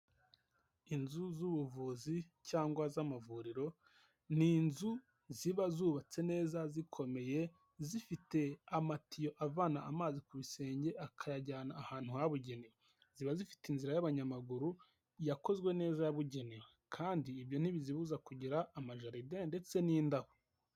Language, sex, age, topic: Kinyarwanda, male, 18-24, health